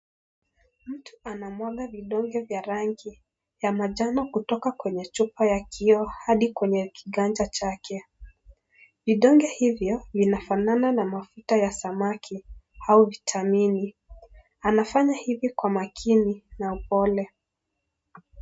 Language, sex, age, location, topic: Swahili, male, 25-35, Kisii, health